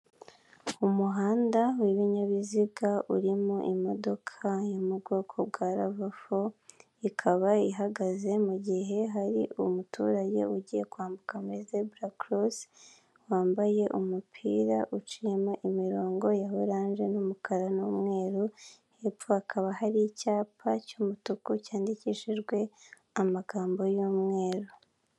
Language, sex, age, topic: Kinyarwanda, female, 18-24, government